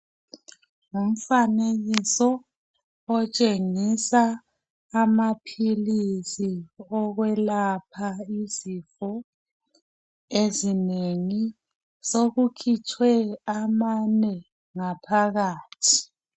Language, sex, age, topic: North Ndebele, female, 36-49, health